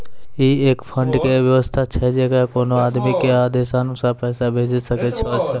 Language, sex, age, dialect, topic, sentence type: Maithili, male, 18-24, Angika, banking, question